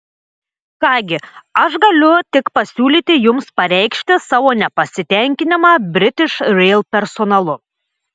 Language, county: Lithuanian, Telšiai